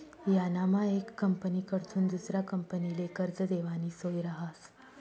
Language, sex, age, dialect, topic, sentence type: Marathi, female, 36-40, Northern Konkan, banking, statement